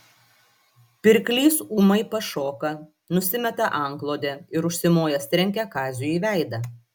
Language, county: Lithuanian, Klaipėda